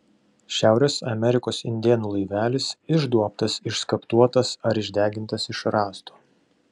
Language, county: Lithuanian, Vilnius